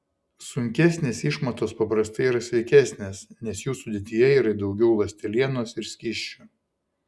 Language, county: Lithuanian, Šiauliai